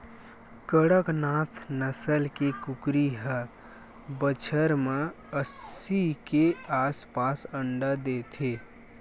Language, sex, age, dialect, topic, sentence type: Chhattisgarhi, male, 18-24, Western/Budati/Khatahi, agriculture, statement